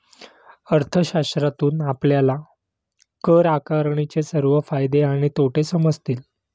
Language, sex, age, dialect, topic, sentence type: Marathi, male, 31-35, Standard Marathi, banking, statement